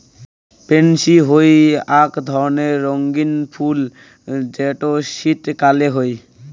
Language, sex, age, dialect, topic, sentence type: Bengali, male, <18, Rajbangshi, agriculture, statement